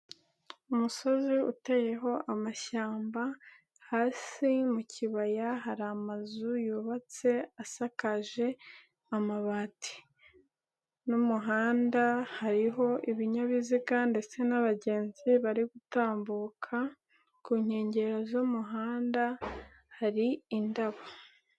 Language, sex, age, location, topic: Kinyarwanda, male, 25-35, Nyagatare, government